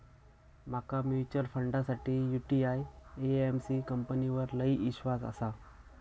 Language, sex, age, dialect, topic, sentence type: Marathi, male, 18-24, Southern Konkan, banking, statement